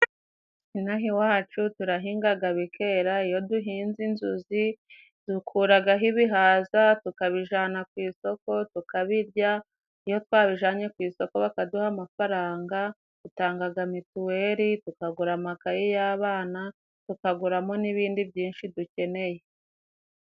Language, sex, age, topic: Kinyarwanda, female, 25-35, agriculture